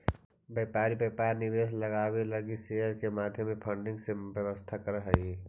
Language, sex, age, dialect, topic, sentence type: Magahi, male, 46-50, Central/Standard, agriculture, statement